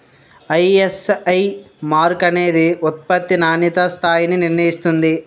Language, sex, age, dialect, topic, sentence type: Telugu, male, 60-100, Utterandhra, banking, statement